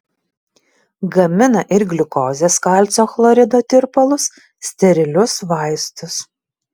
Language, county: Lithuanian, Vilnius